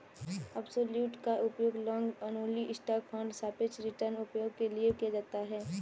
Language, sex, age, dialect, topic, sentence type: Hindi, female, 18-24, Kanauji Braj Bhasha, banking, statement